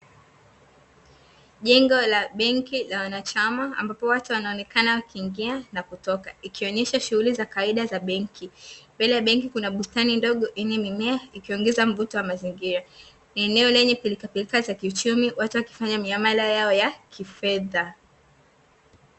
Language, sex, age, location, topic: Swahili, female, 18-24, Dar es Salaam, finance